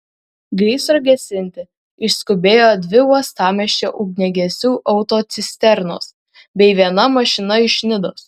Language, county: Lithuanian, Kaunas